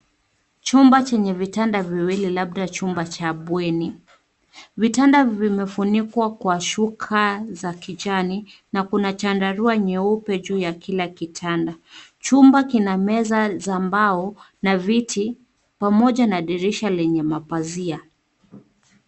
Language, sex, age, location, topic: Swahili, female, 18-24, Nairobi, education